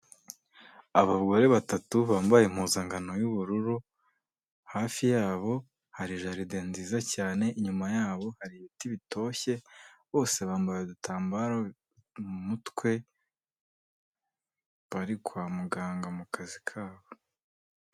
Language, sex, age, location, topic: Kinyarwanda, male, 25-35, Kigali, health